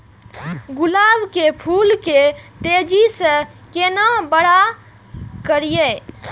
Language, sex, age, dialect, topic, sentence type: Maithili, female, 18-24, Eastern / Thethi, agriculture, question